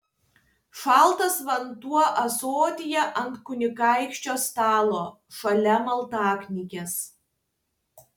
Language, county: Lithuanian, Tauragė